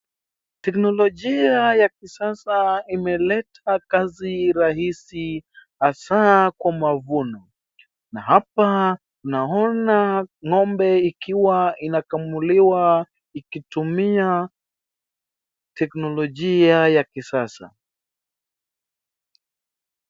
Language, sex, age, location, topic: Swahili, male, 18-24, Wajir, agriculture